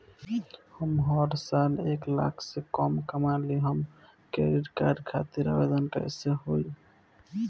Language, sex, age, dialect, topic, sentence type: Bhojpuri, male, <18, Southern / Standard, banking, question